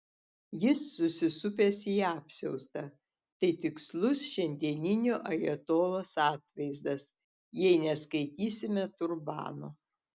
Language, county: Lithuanian, Telšiai